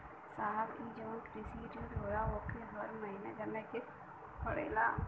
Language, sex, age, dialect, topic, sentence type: Bhojpuri, female, 18-24, Western, banking, question